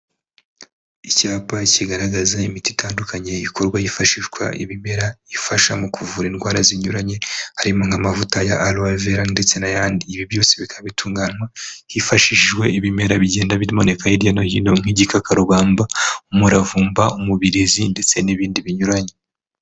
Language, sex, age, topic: Kinyarwanda, male, 18-24, health